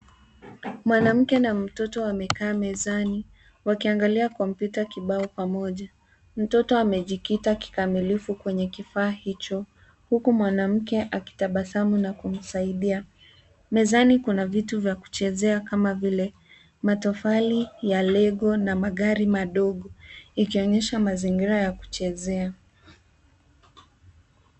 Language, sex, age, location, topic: Swahili, female, 36-49, Nairobi, education